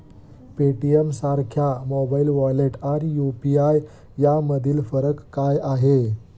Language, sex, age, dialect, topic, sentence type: Marathi, male, 25-30, Standard Marathi, banking, question